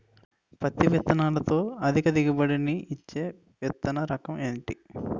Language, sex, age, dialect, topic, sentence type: Telugu, male, 51-55, Utterandhra, agriculture, question